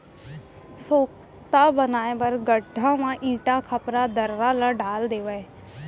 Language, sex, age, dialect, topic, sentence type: Chhattisgarhi, female, 18-24, Central, agriculture, statement